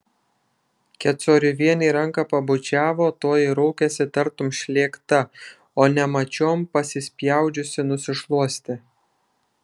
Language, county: Lithuanian, Šiauliai